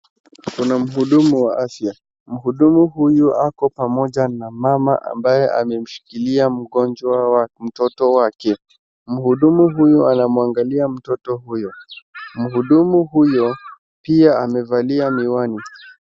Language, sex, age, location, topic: Swahili, male, 36-49, Wajir, health